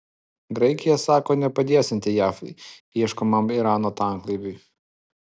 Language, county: Lithuanian, Alytus